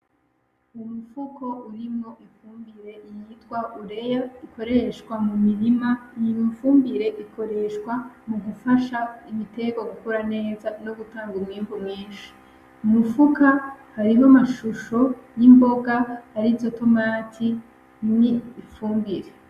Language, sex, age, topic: Rundi, female, 25-35, agriculture